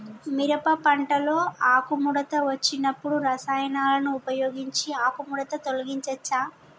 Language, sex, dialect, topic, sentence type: Telugu, female, Telangana, agriculture, question